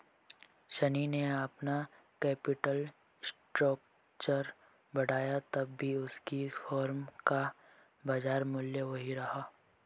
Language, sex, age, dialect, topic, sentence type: Hindi, male, 18-24, Marwari Dhudhari, banking, statement